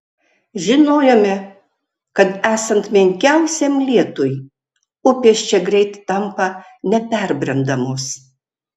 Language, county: Lithuanian, Tauragė